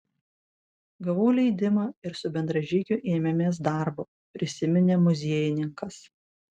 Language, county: Lithuanian, Vilnius